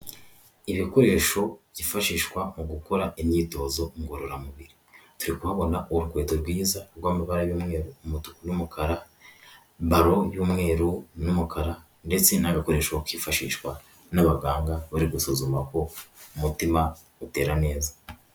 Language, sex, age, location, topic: Kinyarwanda, female, 18-24, Huye, health